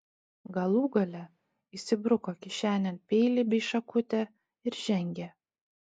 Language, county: Lithuanian, Utena